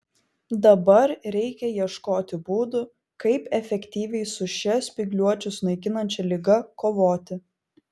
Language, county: Lithuanian, Vilnius